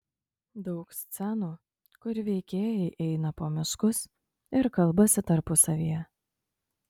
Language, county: Lithuanian, Kaunas